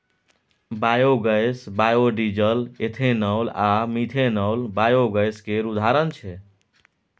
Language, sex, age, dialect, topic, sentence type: Maithili, male, 25-30, Bajjika, agriculture, statement